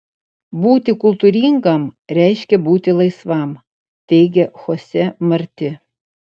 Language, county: Lithuanian, Utena